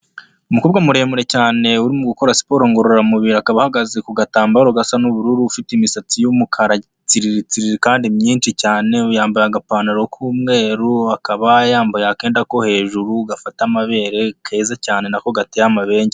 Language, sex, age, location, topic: Kinyarwanda, male, 25-35, Huye, health